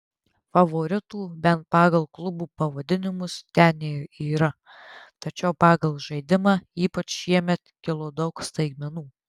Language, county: Lithuanian, Tauragė